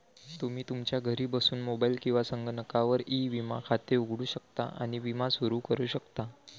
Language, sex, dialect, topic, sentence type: Marathi, male, Varhadi, banking, statement